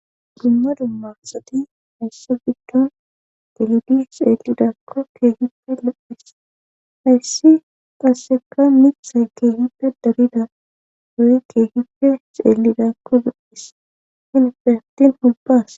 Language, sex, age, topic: Gamo, female, 25-35, government